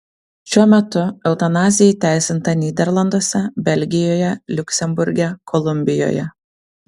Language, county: Lithuanian, Vilnius